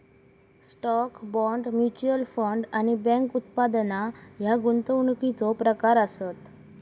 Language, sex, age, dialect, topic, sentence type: Marathi, male, 18-24, Southern Konkan, banking, statement